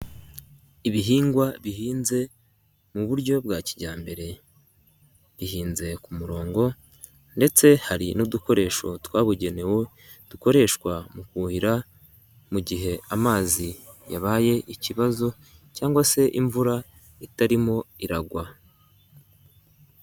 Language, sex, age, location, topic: Kinyarwanda, female, 50+, Nyagatare, agriculture